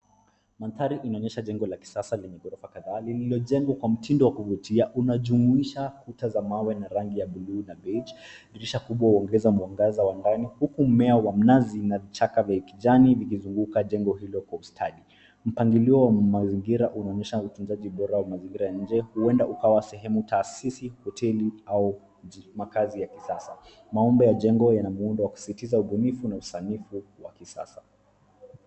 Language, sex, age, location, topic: Swahili, male, 18-24, Nairobi, education